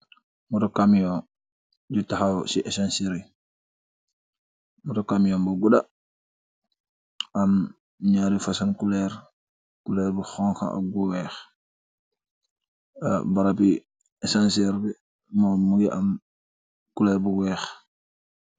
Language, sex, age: Wolof, male, 25-35